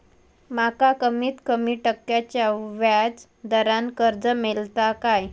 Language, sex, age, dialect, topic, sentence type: Marathi, female, 18-24, Southern Konkan, banking, question